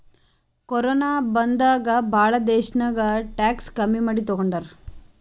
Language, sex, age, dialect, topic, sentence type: Kannada, female, 25-30, Northeastern, banking, statement